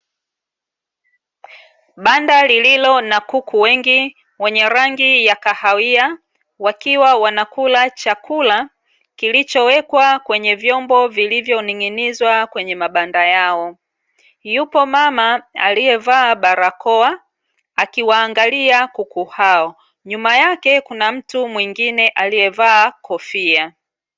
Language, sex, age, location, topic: Swahili, female, 36-49, Dar es Salaam, agriculture